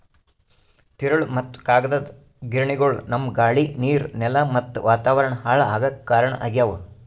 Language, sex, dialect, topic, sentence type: Kannada, male, Northeastern, agriculture, statement